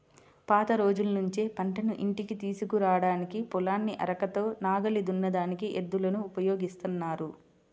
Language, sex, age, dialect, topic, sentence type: Telugu, female, 25-30, Central/Coastal, agriculture, statement